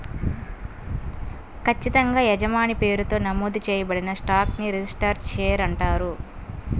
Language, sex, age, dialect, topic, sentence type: Telugu, female, 18-24, Central/Coastal, banking, statement